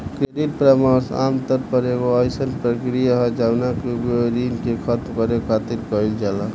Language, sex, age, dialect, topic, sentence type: Bhojpuri, male, 18-24, Southern / Standard, banking, statement